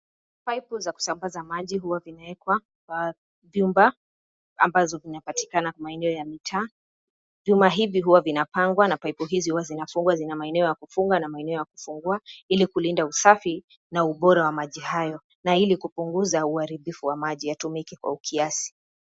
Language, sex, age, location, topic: Swahili, female, 25-35, Nairobi, government